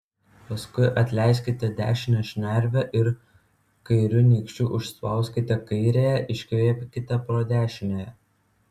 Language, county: Lithuanian, Utena